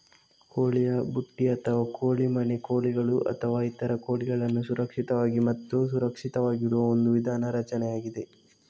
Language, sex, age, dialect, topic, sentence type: Kannada, male, 36-40, Coastal/Dakshin, agriculture, statement